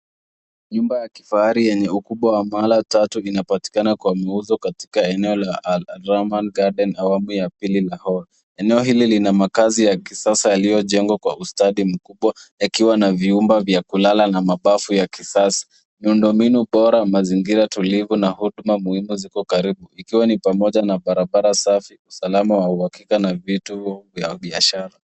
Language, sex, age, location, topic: Swahili, male, 25-35, Nairobi, finance